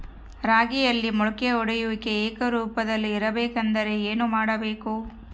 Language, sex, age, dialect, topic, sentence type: Kannada, female, 31-35, Central, agriculture, question